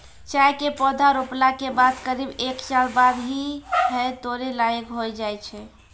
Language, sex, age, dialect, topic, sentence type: Maithili, female, 18-24, Angika, agriculture, statement